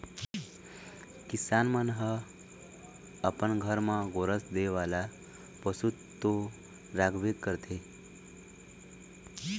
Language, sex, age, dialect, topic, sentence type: Chhattisgarhi, male, 25-30, Eastern, agriculture, statement